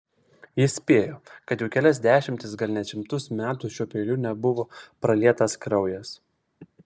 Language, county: Lithuanian, Vilnius